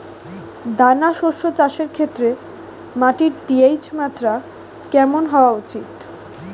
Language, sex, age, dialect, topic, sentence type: Bengali, female, 18-24, Standard Colloquial, agriculture, question